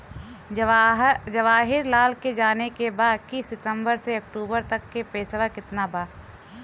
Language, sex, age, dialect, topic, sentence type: Bhojpuri, female, 18-24, Western, banking, question